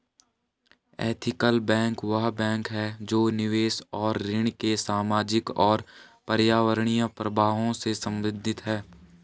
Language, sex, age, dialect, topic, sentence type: Hindi, male, 18-24, Garhwali, banking, statement